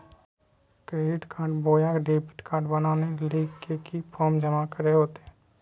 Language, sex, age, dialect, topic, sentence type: Magahi, male, 36-40, Southern, banking, question